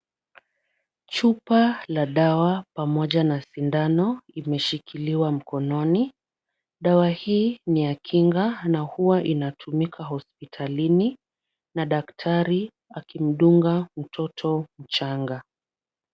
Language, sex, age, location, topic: Swahili, female, 36-49, Kisumu, health